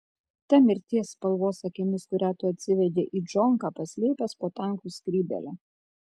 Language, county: Lithuanian, Kaunas